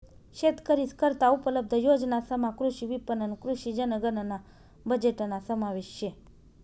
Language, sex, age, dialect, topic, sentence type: Marathi, female, 25-30, Northern Konkan, agriculture, statement